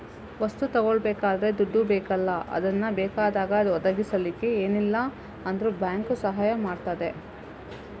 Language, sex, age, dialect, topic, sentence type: Kannada, female, 18-24, Coastal/Dakshin, banking, statement